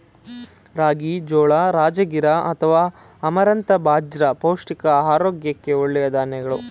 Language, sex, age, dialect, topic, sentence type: Kannada, male, 18-24, Mysore Kannada, agriculture, statement